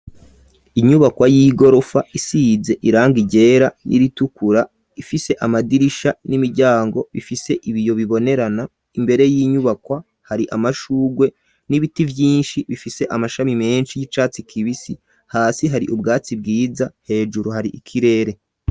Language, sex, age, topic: Rundi, male, 25-35, education